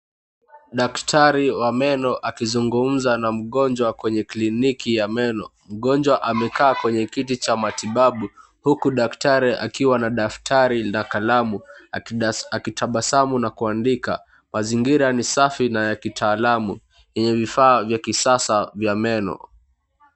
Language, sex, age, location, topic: Swahili, male, 18-24, Mombasa, health